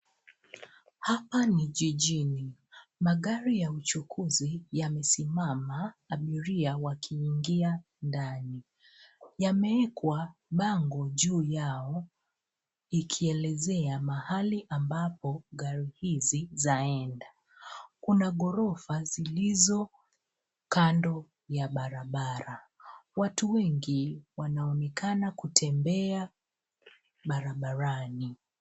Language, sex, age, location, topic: Swahili, female, 25-35, Nairobi, government